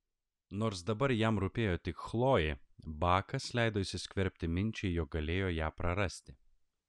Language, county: Lithuanian, Klaipėda